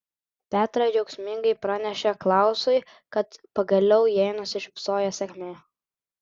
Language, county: Lithuanian, Vilnius